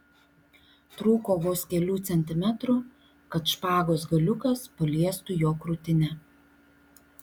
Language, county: Lithuanian, Vilnius